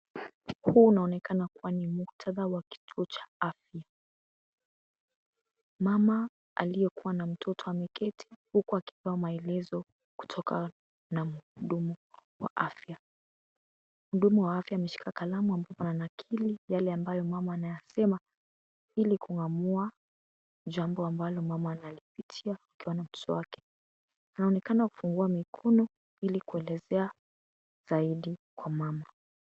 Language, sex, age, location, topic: Swahili, female, 18-24, Kisii, health